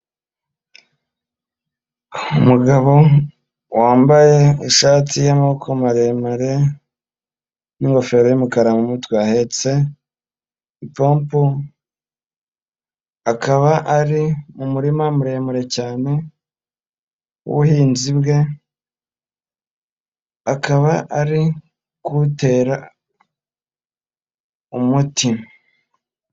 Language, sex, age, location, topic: Kinyarwanda, female, 18-24, Nyagatare, agriculture